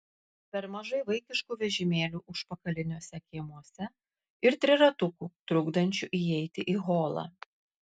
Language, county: Lithuanian, Klaipėda